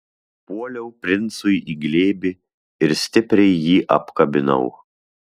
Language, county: Lithuanian, Vilnius